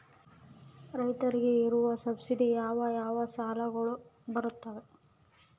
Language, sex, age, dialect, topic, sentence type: Kannada, female, 25-30, Central, agriculture, question